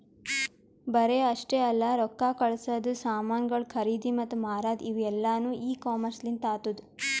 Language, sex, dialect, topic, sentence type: Kannada, female, Northeastern, agriculture, statement